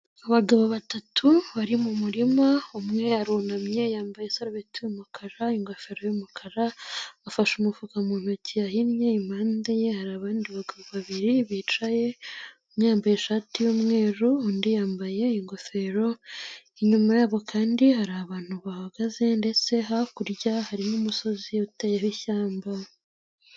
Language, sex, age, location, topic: Kinyarwanda, female, 18-24, Nyagatare, agriculture